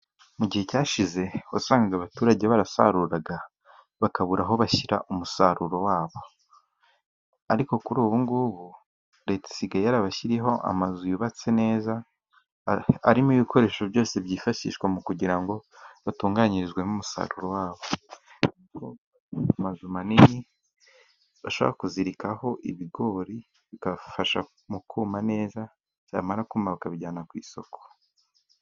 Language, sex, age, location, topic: Kinyarwanda, male, 18-24, Musanze, agriculture